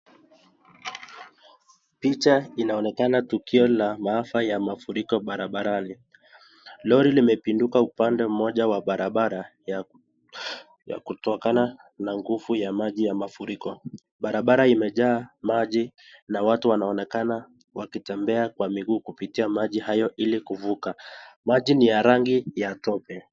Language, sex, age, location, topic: Swahili, female, 18-24, Nakuru, health